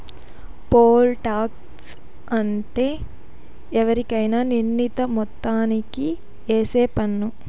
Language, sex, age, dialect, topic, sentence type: Telugu, female, 18-24, Southern, banking, statement